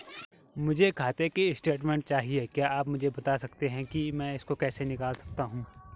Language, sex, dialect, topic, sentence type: Hindi, male, Garhwali, banking, question